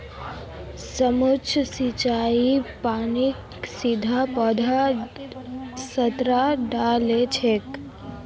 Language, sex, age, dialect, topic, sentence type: Magahi, female, 36-40, Northeastern/Surjapuri, agriculture, statement